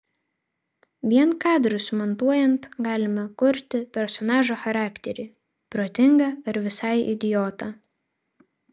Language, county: Lithuanian, Vilnius